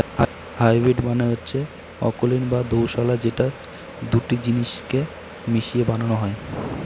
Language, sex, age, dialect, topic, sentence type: Bengali, male, 18-24, Northern/Varendri, banking, statement